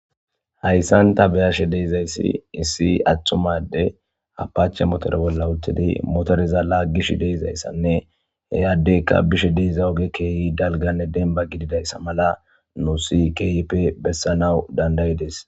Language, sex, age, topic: Gamo, male, 18-24, government